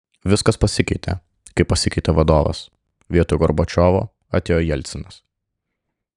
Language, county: Lithuanian, Klaipėda